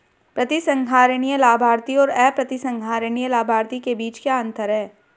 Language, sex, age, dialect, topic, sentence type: Hindi, female, 18-24, Hindustani Malvi Khadi Boli, banking, question